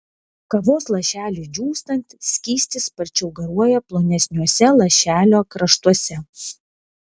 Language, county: Lithuanian, Vilnius